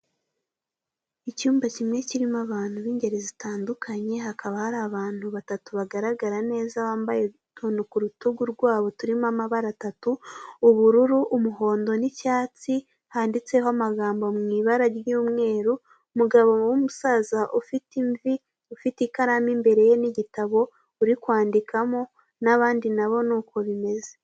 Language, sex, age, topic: Kinyarwanda, female, 18-24, government